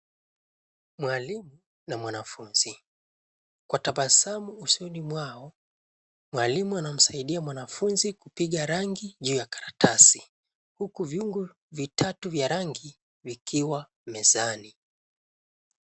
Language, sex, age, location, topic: Swahili, male, 25-35, Nairobi, education